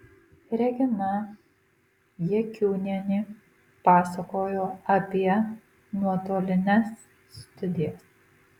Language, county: Lithuanian, Marijampolė